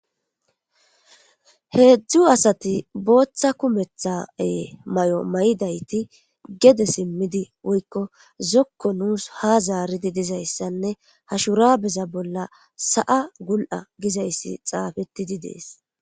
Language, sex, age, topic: Gamo, female, 18-24, government